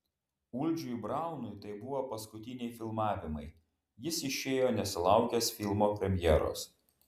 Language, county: Lithuanian, Vilnius